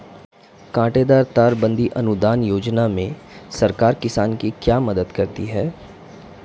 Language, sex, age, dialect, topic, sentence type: Hindi, male, 25-30, Marwari Dhudhari, agriculture, question